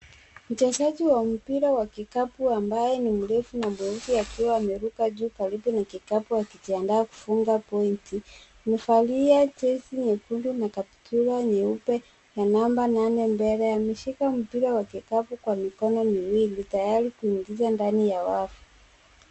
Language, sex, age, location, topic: Swahili, female, 36-49, Nairobi, education